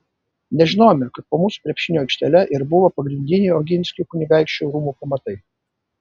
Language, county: Lithuanian, Vilnius